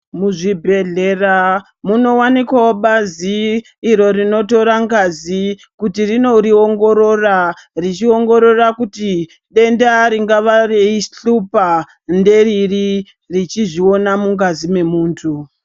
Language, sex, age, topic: Ndau, male, 36-49, health